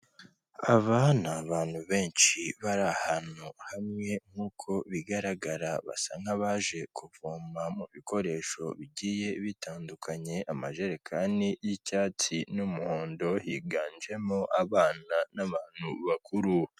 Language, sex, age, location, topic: Kinyarwanda, male, 25-35, Kigali, health